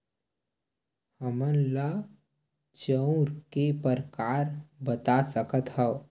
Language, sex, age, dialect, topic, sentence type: Chhattisgarhi, male, 18-24, Western/Budati/Khatahi, agriculture, question